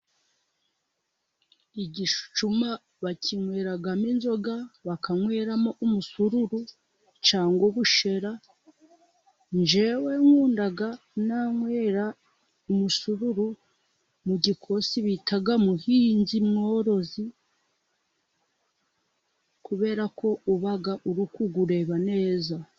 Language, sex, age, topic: Kinyarwanda, female, 25-35, government